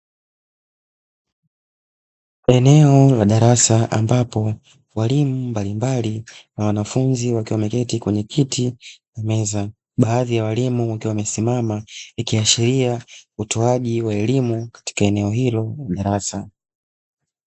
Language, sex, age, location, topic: Swahili, male, 25-35, Dar es Salaam, education